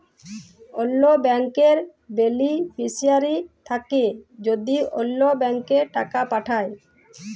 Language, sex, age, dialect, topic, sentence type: Bengali, female, 31-35, Jharkhandi, banking, statement